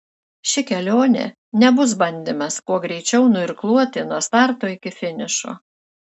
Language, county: Lithuanian, Šiauliai